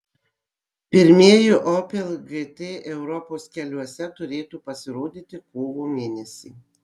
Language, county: Lithuanian, Kaunas